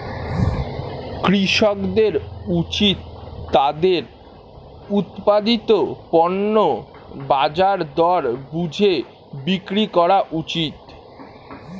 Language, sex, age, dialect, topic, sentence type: Bengali, male, <18, Standard Colloquial, agriculture, statement